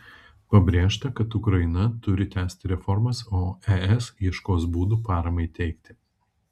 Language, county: Lithuanian, Kaunas